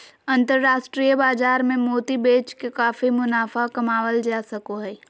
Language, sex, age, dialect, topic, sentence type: Magahi, female, 18-24, Southern, agriculture, statement